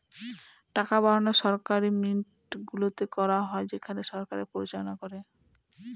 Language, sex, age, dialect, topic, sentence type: Bengali, female, 25-30, Northern/Varendri, banking, statement